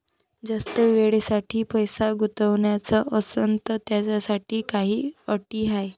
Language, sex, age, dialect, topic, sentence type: Marathi, female, 18-24, Varhadi, banking, question